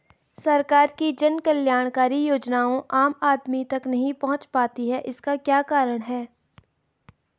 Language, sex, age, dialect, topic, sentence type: Hindi, female, 18-24, Garhwali, banking, question